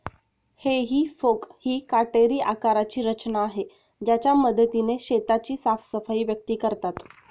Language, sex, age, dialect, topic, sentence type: Marathi, female, 31-35, Standard Marathi, agriculture, statement